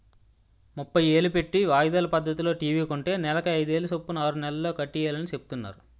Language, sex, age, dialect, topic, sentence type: Telugu, male, 25-30, Utterandhra, banking, statement